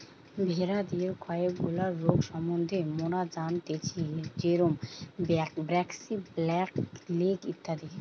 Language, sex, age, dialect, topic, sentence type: Bengali, female, 18-24, Western, agriculture, statement